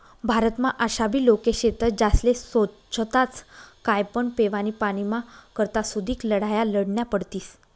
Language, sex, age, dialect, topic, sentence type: Marathi, female, 25-30, Northern Konkan, agriculture, statement